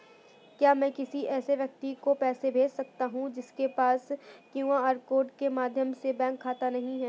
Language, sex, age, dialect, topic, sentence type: Hindi, female, 18-24, Awadhi Bundeli, banking, question